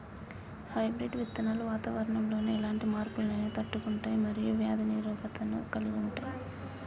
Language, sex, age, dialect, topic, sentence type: Telugu, female, 25-30, Telangana, agriculture, statement